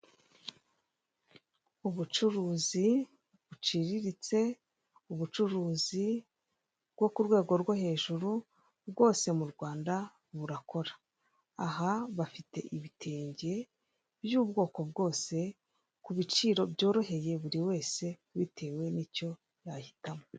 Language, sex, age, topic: Kinyarwanda, female, 36-49, finance